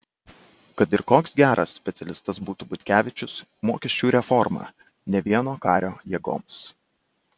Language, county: Lithuanian, Kaunas